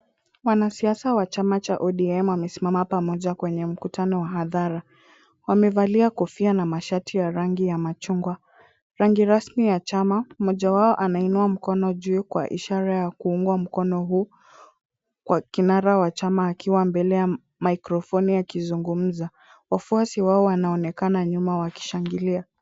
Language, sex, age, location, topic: Swahili, female, 18-24, Kisumu, government